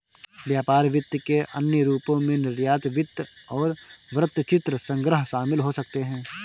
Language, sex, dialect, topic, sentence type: Hindi, male, Marwari Dhudhari, banking, statement